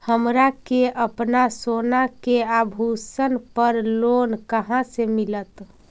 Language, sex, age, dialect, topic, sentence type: Magahi, female, 46-50, Central/Standard, banking, statement